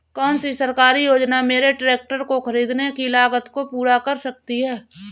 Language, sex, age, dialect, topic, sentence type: Hindi, female, 31-35, Awadhi Bundeli, agriculture, question